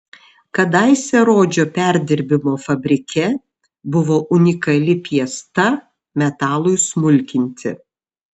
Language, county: Lithuanian, Šiauliai